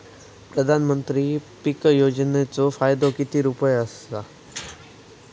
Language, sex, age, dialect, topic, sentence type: Marathi, male, 18-24, Southern Konkan, agriculture, question